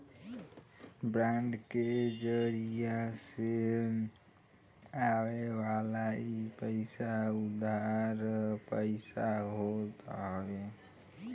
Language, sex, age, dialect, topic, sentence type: Bhojpuri, male, 18-24, Northern, banking, statement